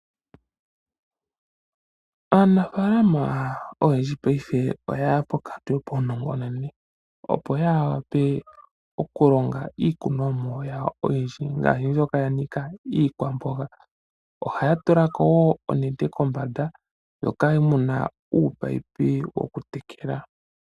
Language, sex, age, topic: Oshiwambo, male, 25-35, agriculture